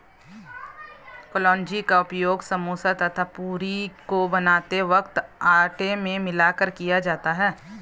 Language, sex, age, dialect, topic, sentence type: Hindi, female, 25-30, Hindustani Malvi Khadi Boli, agriculture, statement